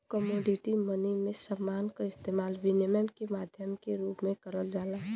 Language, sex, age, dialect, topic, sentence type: Bhojpuri, female, 18-24, Western, banking, statement